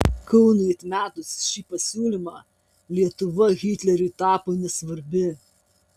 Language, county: Lithuanian, Kaunas